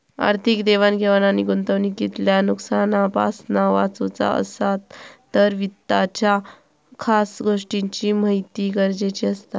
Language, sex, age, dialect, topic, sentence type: Marathi, female, 31-35, Southern Konkan, banking, statement